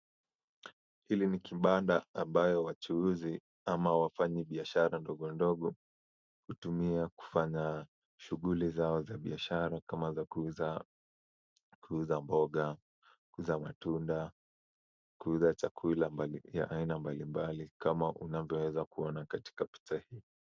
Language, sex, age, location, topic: Swahili, male, 18-24, Kisumu, finance